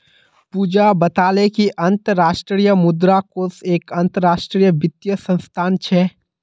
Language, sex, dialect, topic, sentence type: Magahi, male, Northeastern/Surjapuri, banking, statement